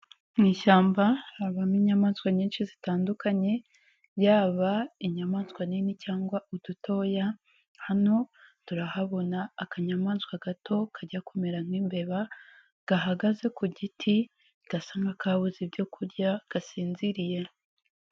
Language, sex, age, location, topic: Kinyarwanda, female, 18-24, Nyagatare, agriculture